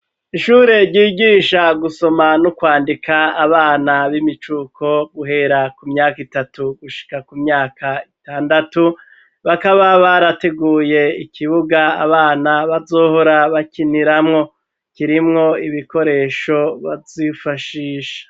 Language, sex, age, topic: Rundi, male, 36-49, education